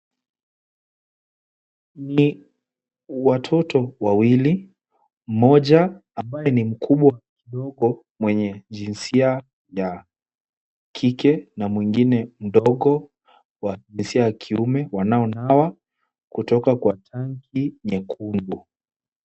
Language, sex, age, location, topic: Swahili, male, 18-24, Kisumu, health